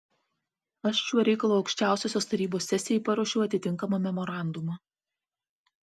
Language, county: Lithuanian, Vilnius